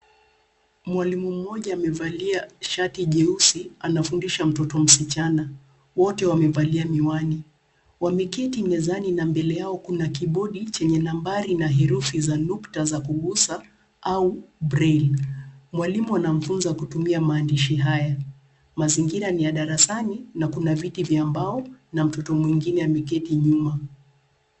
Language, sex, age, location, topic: Swahili, female, 36-49, Nairobi, education